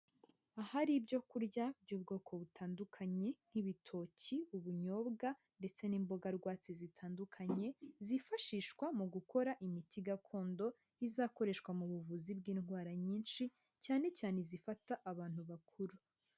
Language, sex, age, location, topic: Kinyarwanda, female, 25-35, Huye, health